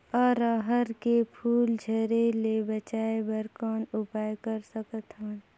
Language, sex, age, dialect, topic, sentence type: Chhattisgarhi, female, 56-60, Northern/Bhandar, agriculture, question